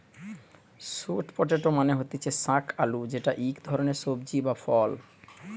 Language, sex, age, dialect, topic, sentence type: Bengali, male, 31-35, Western, agriculture, statement